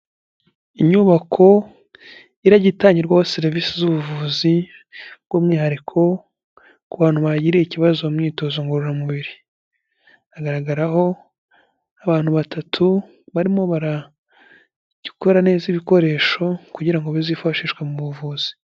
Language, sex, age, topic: Kinyarwanda, male, 18-24, health